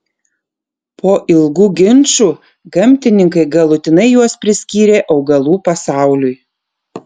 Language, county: Lithuanian, Vilnius